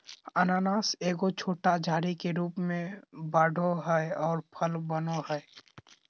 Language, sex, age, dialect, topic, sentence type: Magahi, male, 25-30, Southern, agriculture, statement